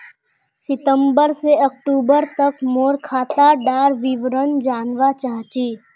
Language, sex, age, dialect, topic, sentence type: Magahi, female, 18-24, Northeastern/Surjapuri, banking, question